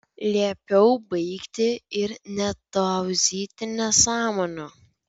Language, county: Lithuanian, Vilnius